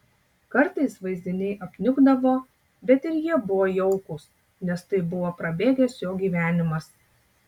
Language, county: Lithuanian, Tauragė